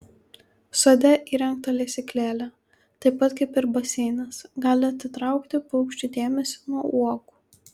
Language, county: Lithuanian, Kaunas